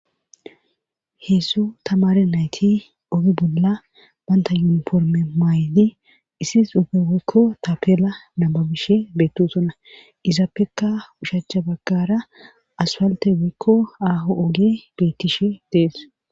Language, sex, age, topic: Gamo, female, 36-49, government